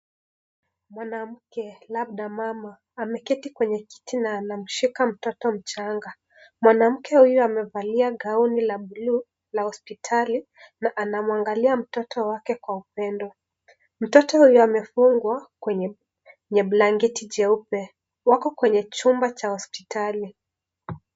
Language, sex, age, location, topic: Swahili, male, 25-35, Kisii, health